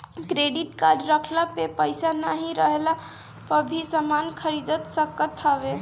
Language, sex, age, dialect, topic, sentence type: Bhojpuri, female, 41-45, Northern, banking, statement